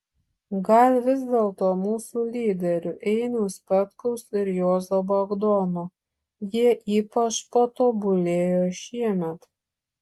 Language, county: Lithuanian, Šiauliai